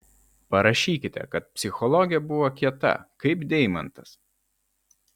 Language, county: Lithuanian, Vilnius